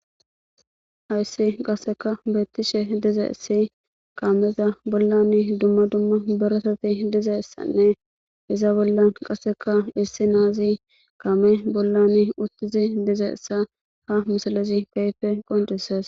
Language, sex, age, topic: Gamo, male, 18-24, government